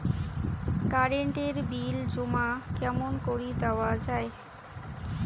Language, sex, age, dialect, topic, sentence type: Bengali, female, 18-24, Rajbangshi, banking, question